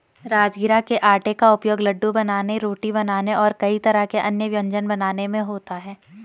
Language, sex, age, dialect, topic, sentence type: Hindi, female, 18-24, Garhwali, agriculture, statement